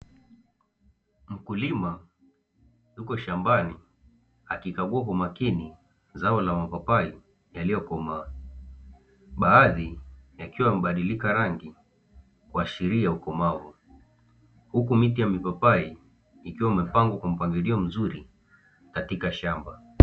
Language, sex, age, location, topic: Swahili, male, 18-24, Dar es Salaam, agriculture